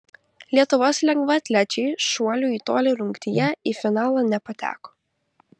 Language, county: Lithuanian, Kaunas